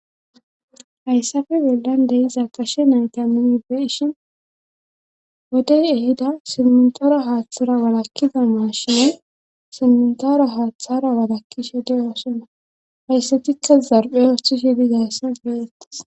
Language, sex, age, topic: Gamo, female, 25-35, government